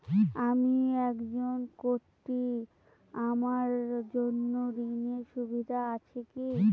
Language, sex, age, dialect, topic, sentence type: Bengali, female, 18-24, Northern/Varendri, banking, question